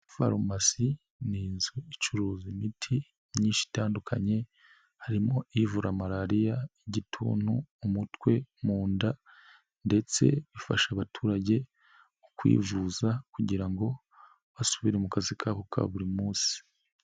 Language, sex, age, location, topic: Kinyarwanda, male, 25-35, Nyagatare, health